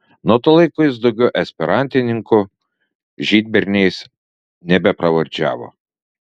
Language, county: Lithuanian, Vilnius